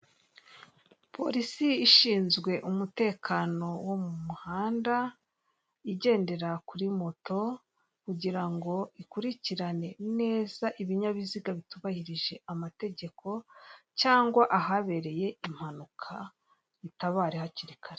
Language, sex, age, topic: Kinyarwanda, female, 36-49, government